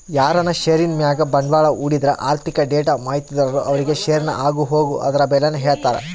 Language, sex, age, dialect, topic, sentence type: Kannada, male, 31-35, Central, banking, statement